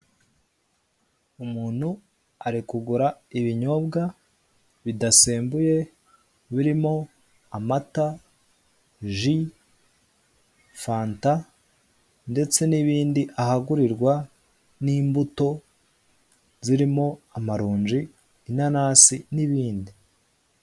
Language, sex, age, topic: Kinyarwanda, male, 18-24, finance